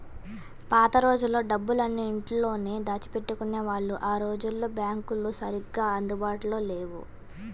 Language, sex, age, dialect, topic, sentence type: Telugu, female, 18-24, Central/Coastal, banking, statement